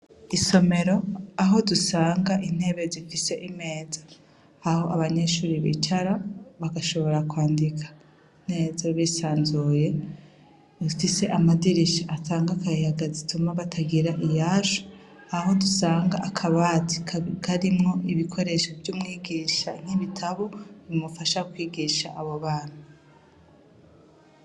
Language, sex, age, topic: Rundi, female, 25-35, education